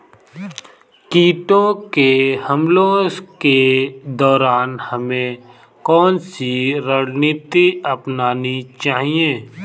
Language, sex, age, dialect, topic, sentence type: Hindi, male, 25-30, Kanauji Braj Bhasha, agriculture, statement